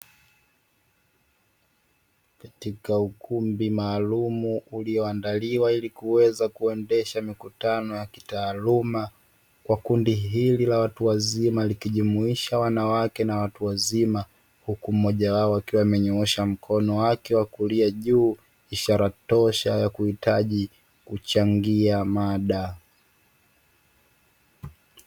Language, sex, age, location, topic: Swahili, male, 25-35, Dar es Salaam, education